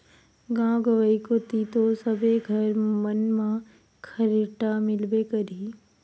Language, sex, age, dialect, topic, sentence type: Chhattisgarhi, female, 18-24, Western/Budati/Khatahi, agriculture, statement